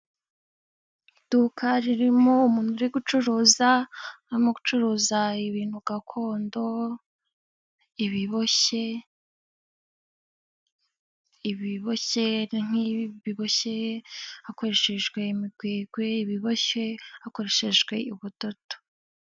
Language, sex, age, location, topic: Kinyarwanda, female, 18-24, Huye, finance